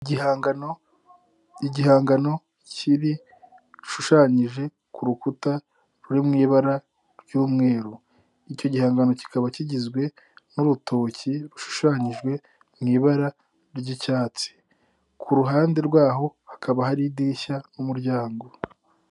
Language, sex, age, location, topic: Kinyarwanda, male, 18-24, Nyagatare, education